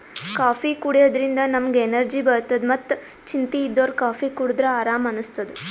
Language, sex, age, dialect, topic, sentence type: Kannada, female, 18-24, Northeastern, agriculture, statement